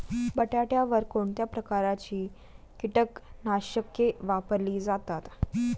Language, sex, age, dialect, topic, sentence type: Marathi, female, 18-24, Standard Marathi, agriculture, question